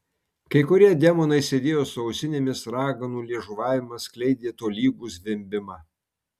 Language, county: Lithuanian, Kaunas